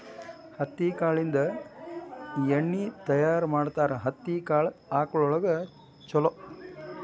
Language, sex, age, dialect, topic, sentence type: Kannada, male, 56-60, Dharwad Kannada, agriculture, statement